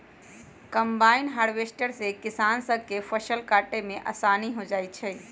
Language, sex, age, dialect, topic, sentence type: Magahi, female, 56-60, Western, agriculture, statement